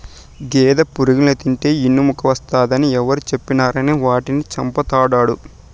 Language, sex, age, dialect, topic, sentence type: Telugu, male, 18-24, Southern, agriculture, statement